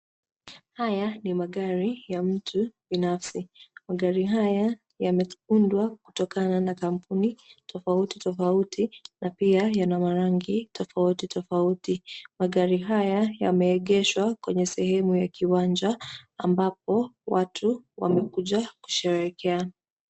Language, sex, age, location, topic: Swahili, female, 25-35, Nairobi, finance